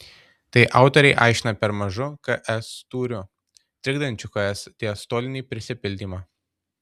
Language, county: Lithuanian, Tauragė